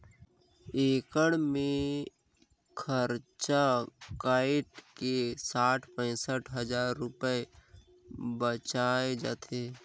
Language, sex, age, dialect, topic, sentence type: Chhattisgarhi, male, 56-60, Northern/Bhandar, banking, statement